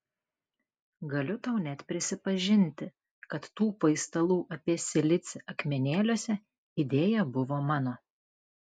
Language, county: Lithuanian, Klaipėda